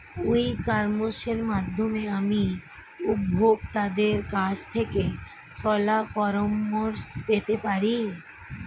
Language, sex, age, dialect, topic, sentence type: Bengali, female, 36-40, Standard Colloquial, agriculture, question